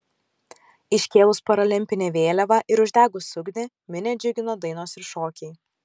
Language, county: Lithuanian, Kaunas